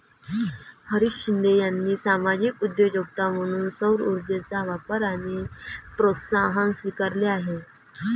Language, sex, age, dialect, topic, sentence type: Marathi, female, 25-30, Varhadi, banking, statement